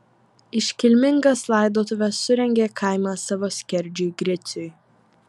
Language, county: Lithuanian, Vilnius